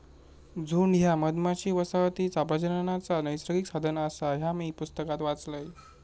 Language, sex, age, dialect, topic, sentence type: Marathi, male, 18-24, Southern Konkan, agriculture, statement